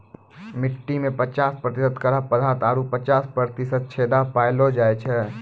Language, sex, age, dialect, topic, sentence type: Maithili, male, 18-24, Angika, agriculture, statement